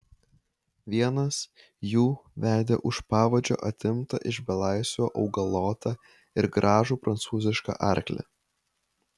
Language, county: Lithuanian, Kaunas